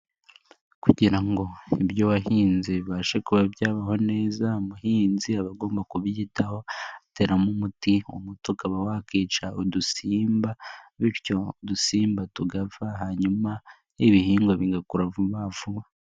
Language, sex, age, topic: Kinyarwanda, male, 18-24, agriculture